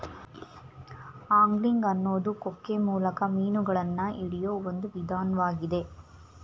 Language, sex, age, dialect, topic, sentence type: Kannada, female, 25-30, Mysore Kannada, agriculture, statement